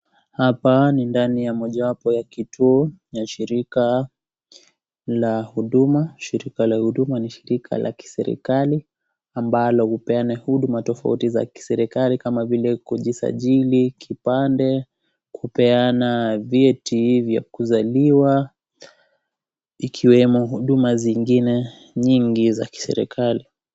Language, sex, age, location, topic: Swahili, female, 25-35, Kisii, government